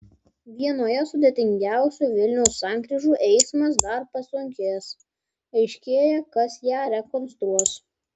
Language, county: Lithuanian, Vilnius